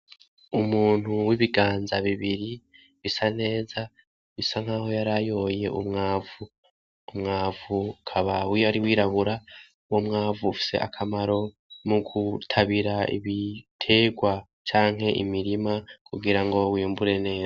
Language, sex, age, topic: Rundi, female, 18-24, agriculture